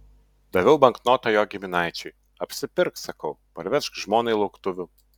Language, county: Lithuanian, Utena